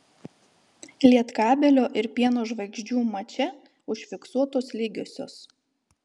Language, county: Lithuanian, Telšiai